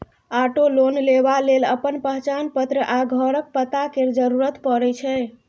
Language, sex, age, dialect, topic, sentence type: Maithili, female, 25-30, Bajjika, banking, statement